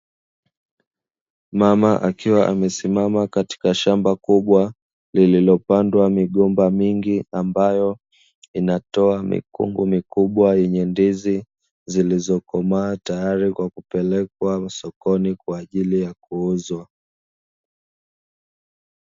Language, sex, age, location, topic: Swahili, male, 25-35, Dar es Salaam, agriculture